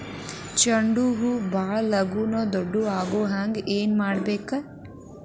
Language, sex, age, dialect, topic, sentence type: Kannada, female, 18-24, Dharwad Kannada, agriculture, question